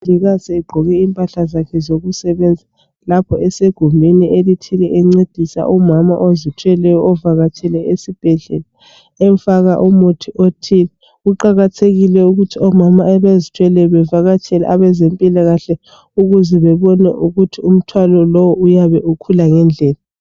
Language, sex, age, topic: North Ndebele, female, 36-49, health